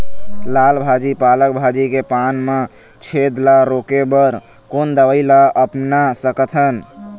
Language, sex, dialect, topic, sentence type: Chhattisgarhi, male, Eastern, agriculture, question